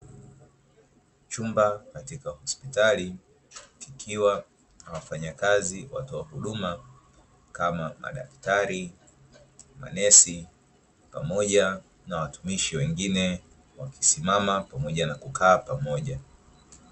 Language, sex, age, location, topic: Swahili, male, 25-35, Dar es Salaam, health